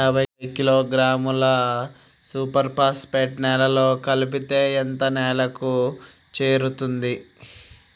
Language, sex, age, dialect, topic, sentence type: Telugu, male, 18-24, Telangana, agriculture, question